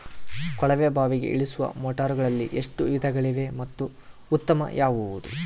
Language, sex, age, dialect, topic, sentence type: Kannada, male, 31-35, Central, agriculture, question